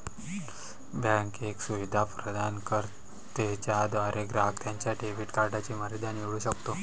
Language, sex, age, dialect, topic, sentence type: Marathi, male, 25-30, Varhadi, banking, statement